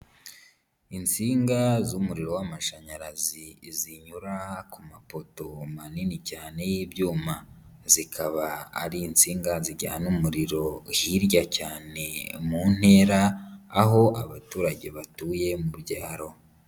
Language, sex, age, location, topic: Kinyarwanda, female, 18-24, Nyagatare, agriculture